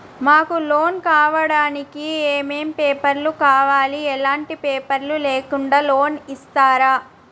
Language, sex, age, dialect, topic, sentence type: Telugu, female, 31-35, Telangana, banking, question